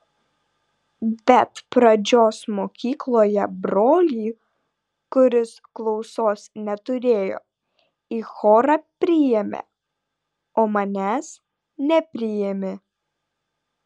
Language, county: Lithuanian, Vilnius